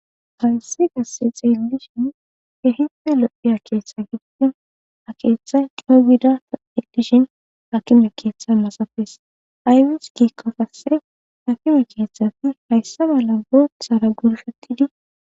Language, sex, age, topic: Gamo, female, 25-35, government